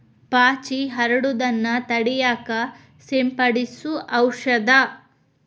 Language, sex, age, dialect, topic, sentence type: Kannada, female, 25-30, Dharwad Kannada, agriculture, statement